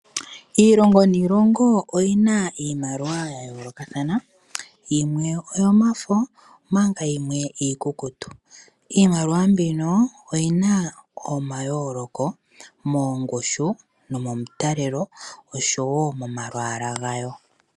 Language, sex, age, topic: Oshiwambo, female, 18-24, finance